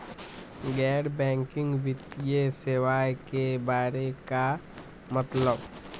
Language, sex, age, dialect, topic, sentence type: Magahi, male, 18-24, Western, banking, question